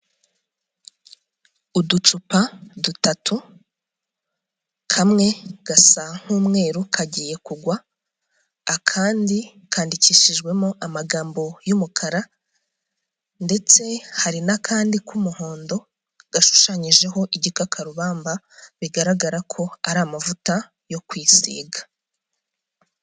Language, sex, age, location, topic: Kinyarwanda, female, 25-35, Huye, health